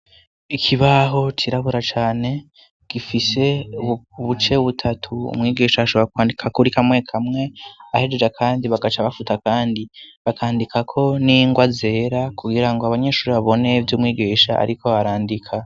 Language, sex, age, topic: Rundi, female, 18-24, education